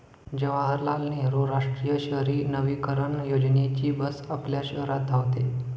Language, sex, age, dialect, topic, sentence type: Marathi, male, 18-24, Standard Marathi, banking, statement